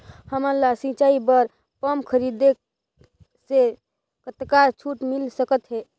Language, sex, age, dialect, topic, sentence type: Chhattisgarhi, female, 25-30, Northern/Bhandar, agriculture, question